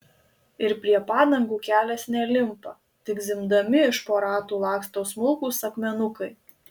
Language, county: Lithuanian, Marijampolė